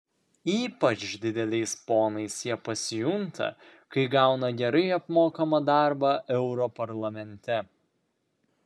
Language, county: Lithuanian, Vilnius